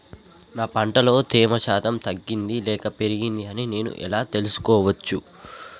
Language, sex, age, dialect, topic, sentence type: Telugu, male, 51-55, Telangana, agriculture, question